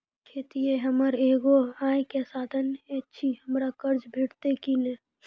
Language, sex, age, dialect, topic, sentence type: Maithili, female, 18-24, Angika, banking, question